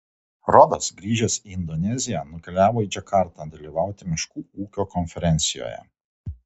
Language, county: Lithuanian, Kaunas